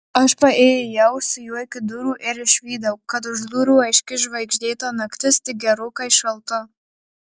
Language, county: Lithuanian, Marijampolė